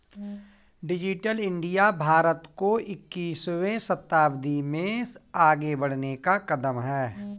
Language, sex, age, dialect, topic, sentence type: Hindi, male, 41-45, Kanauji Braj Bhasha, banking, statement